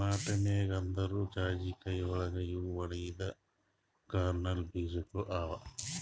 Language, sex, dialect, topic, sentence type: Kannada, male, Northeastern, agriculture, statement